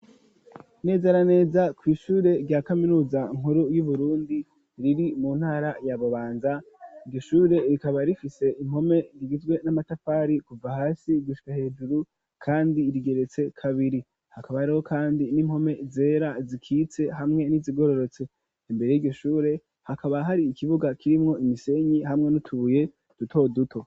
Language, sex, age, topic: Rundi, female, 18-24, education